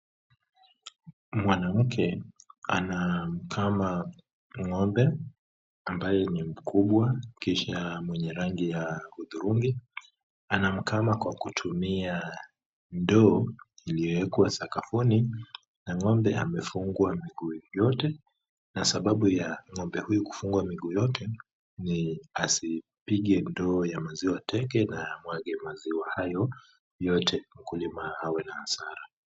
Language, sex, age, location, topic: Swahili, male, 25-35, Kisumu, agriculture